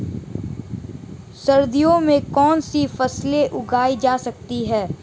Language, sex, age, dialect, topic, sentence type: Hindi, male, 18-24, Marwari Dhudhari, agriculture, question